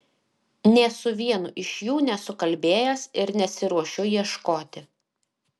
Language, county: Lithuanian, Alytus